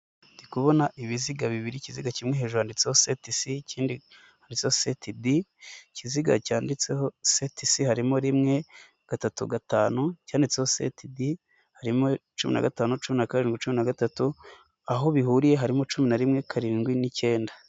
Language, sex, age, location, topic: Kinyarwanda, male, 18-24, Nyagatare, education